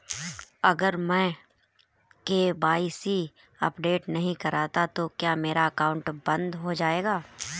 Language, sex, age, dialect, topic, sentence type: Hindi, female, 25-30, Marwari Dhudhari, banking, question